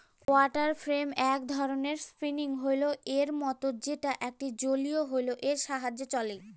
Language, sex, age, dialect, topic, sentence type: Bengali, female, <18, Northern/Varendri, agriculture, statement